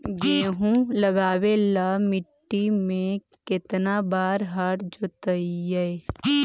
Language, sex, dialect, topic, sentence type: Magahi, female, Central/Standard, agriculture, question